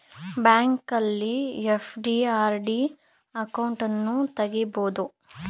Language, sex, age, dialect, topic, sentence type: Kannada, male, 41-45, Mysore Kannada, banking, statement